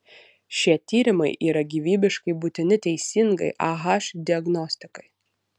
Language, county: Lithuanian, Utena